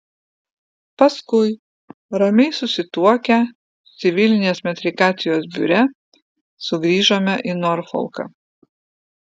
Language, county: Lithuanian, Vilnius